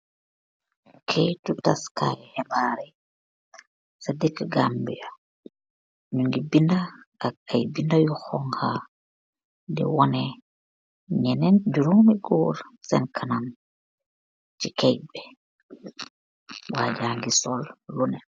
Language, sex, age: Wolof, female, 36-49